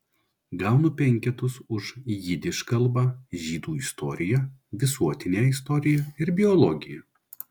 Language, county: Lithuanian, Klaipėda